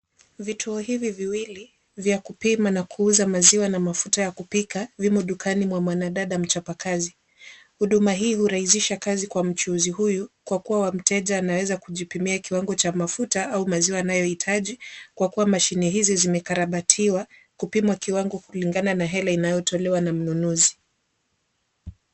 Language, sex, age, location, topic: Swahili, female, 18-24, Kisumu, finance